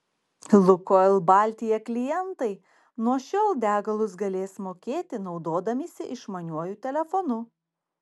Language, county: Lithuanian, Klaipėda